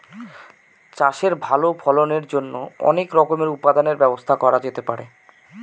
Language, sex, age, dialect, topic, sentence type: Bengali, male, 25-30, Northern/Varendri, agriculture, statement